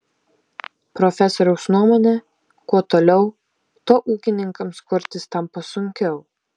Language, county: Lithuanian, Šiauliai